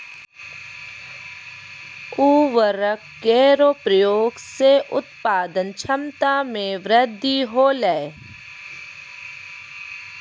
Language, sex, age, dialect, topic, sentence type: Maithili, female, 51-55, Angika, agriculture, statement